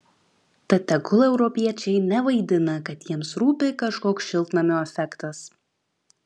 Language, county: Lithuanian, Kaunas